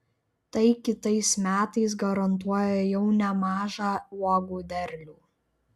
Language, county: Lithuanian, Klaipėda